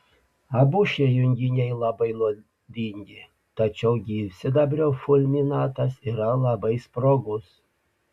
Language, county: Lithuanian, Panevėžys